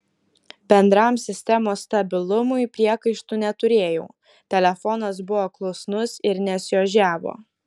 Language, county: Lithuanian, Kaunas